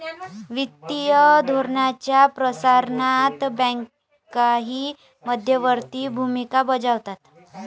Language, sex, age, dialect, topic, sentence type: Marathi, female, 18-24, Varhadi, banking, statement